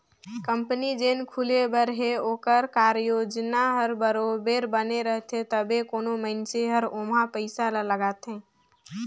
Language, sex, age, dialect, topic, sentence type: Chhattisgarhi, female, 18-24, Northern/Bhandar, banking, statement